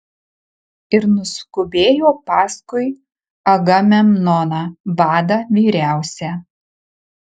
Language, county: Lithuanian, Marijampolė